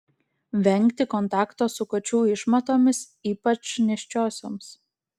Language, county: Lithuanian, Klaipėda